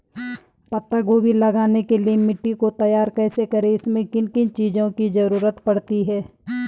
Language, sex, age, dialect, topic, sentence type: Hindi, female, 31-35, Garhwali, agriculture, question